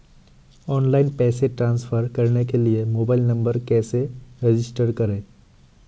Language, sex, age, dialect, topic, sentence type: Hindi, male, 18-24, Marwari Dhudhari, banking, question